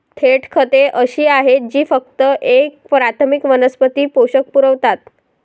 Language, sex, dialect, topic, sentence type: Marathi, female, Varhadi, agriculture, statement